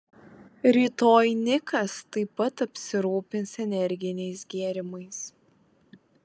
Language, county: Lithuanian, Vilnius